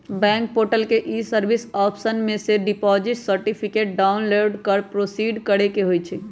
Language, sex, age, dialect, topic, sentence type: Magahi, female, 31-35, Western, banking, statement